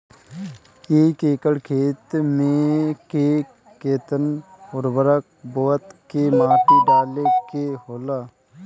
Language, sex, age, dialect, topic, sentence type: Bhojpuri, male, 18-24, Northern, agriculture, question